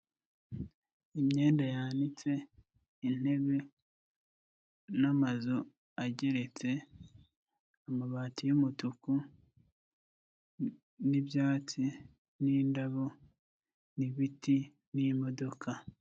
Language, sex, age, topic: Kinyarwanda, male, 25-35, government